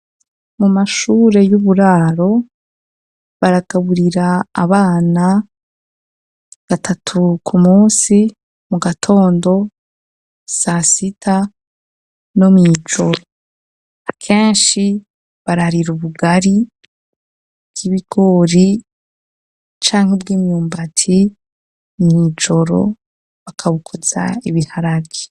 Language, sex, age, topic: Rundi, female, 25-35, education